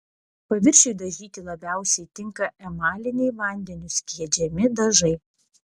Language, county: Lithuanian, Vilnius